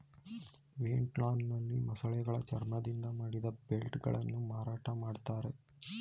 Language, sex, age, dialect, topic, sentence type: Kannada, male, 18-24, Mysore Kannada, agriculture, statement